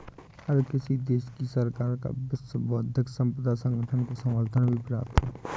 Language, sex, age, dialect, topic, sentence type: Hindi, male, 18-24, Awadhi Bundeli, banking, statement